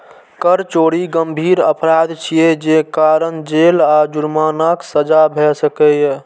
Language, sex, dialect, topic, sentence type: Maithili, male, Eastern / Thethi, banking, statement